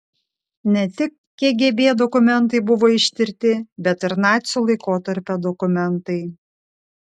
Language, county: Lithuanian, Šiauliai